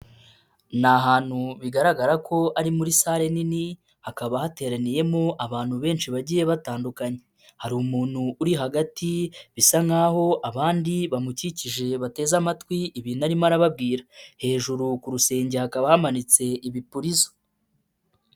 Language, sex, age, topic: Kinyarwanda, male, 25-35, finance